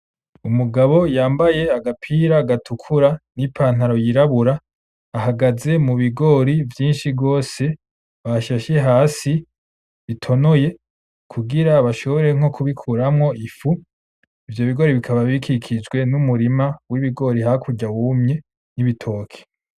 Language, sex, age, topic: Rundi, male, 18-24, agriculture